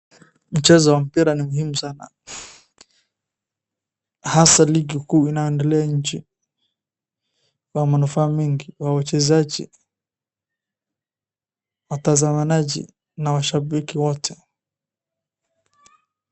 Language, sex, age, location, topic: Swahili, male, 25-35, Wajir, government